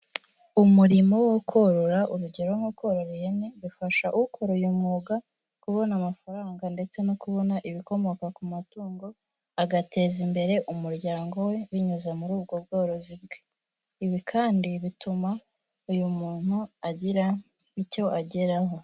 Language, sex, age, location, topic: Kinyarwanda, female, 18-24, Huye, agriculture